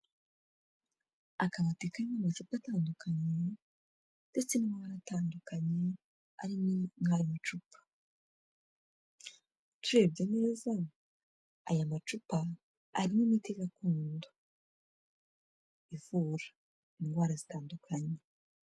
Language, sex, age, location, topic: Kinyarwanda, female, 25-35, Kigali, health